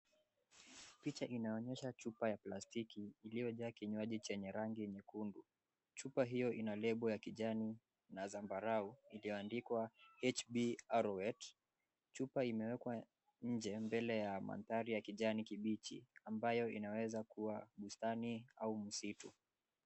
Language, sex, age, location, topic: Swahili, male, 18-24, Mombasa, health